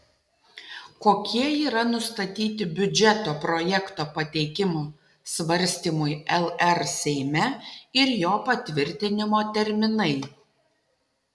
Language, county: Lithuanian, Utena